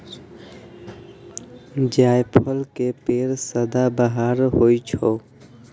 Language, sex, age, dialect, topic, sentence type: Maithili, male, 25-30, Eastern / Thethi, agriculture, statement